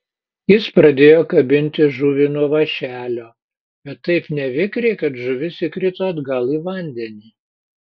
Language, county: Lithuanian, Panevėžys